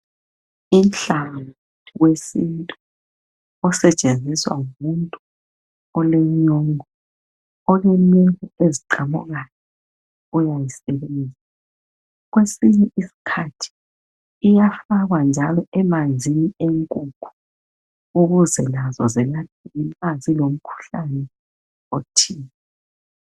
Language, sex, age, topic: North Ndebele, female, 50+, health